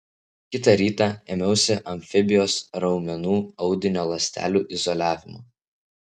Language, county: Lithuanian, Vilnius